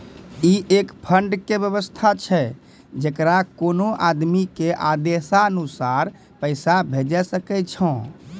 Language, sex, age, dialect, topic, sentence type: Maithili, male, 25-30, Angika, banking, question